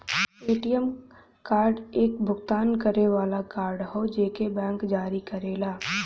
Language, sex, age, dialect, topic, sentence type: Bhojpuri, female, 18-24, Western, banking, statement